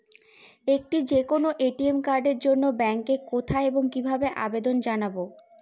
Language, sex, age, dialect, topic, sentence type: Bengali, female, 18-24, Northern/Varendri, banking, question